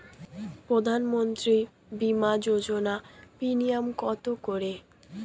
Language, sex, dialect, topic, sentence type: Bengali, female, Standard Colloquial, banking, question